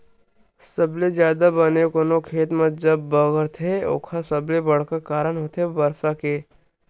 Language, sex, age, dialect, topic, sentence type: Chhattisgarhi, male, 18-24, Western/Budati/Khatahi, agriculture, statement